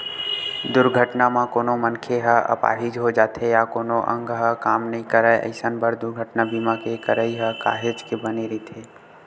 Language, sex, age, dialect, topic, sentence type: Chhattisgarhi, male, 18-24, Western/Budati/Khatahi, banking, statement